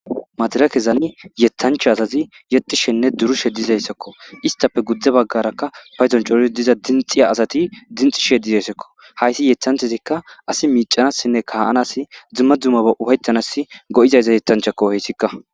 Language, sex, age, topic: Gamo, male, 25-35, government